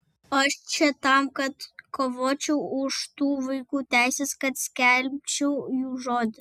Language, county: Lithuanian, Vilnius